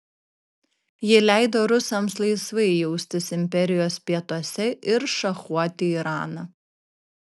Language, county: Lithuanian, Kaunas